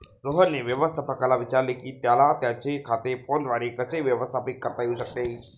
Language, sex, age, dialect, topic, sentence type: Marathi, male, 36-40, Standard Marathi, banking, statement